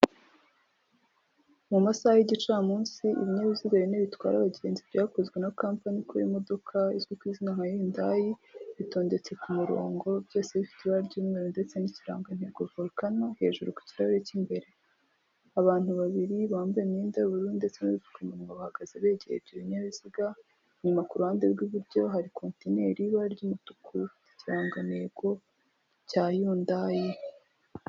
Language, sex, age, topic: Kinyarwanda, female, 18-24, finance